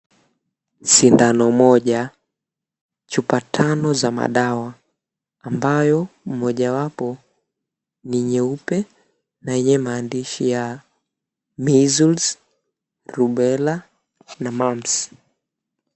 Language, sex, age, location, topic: Swahili, male, 18-24, Mombasa, health